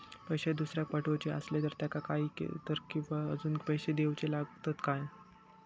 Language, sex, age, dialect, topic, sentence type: Marathi, male, 60-100, Southern Konkan, banking, question